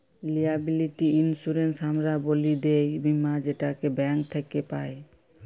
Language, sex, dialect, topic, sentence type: Bengali, female, Jharkhandi, banking, statement